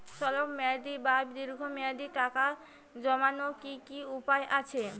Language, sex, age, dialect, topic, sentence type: Bengali, female, 25-30, Rajbangshi, banking, question